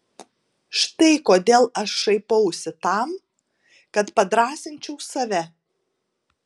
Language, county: Lithuanian, Tauragė